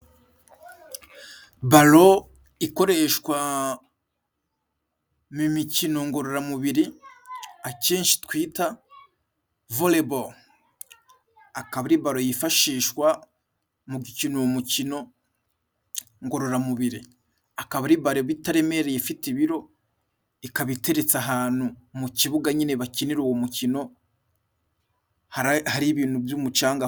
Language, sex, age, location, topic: Kinyarwanda, male, 25-35, Musanze, government